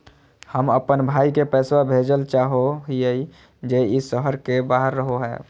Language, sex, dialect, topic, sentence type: Magahi, female, Southern, banking, statement